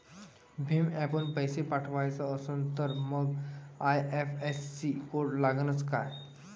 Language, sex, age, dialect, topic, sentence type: Marathi, male, 18-24, Varhadi, banking, question